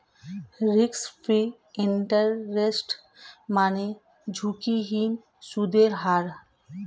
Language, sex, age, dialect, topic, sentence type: Bengali, female, 31-35, Standard Colloquial, banking, statement